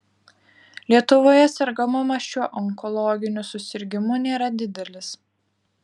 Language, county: Lithuanian, Vilnius